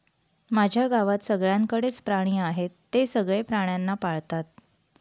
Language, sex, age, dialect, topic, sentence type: Marathi, female, 31-35, Northern Konkan, agriculture, statement